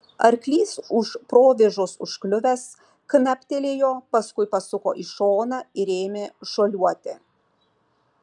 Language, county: Lithuanian, Vilnius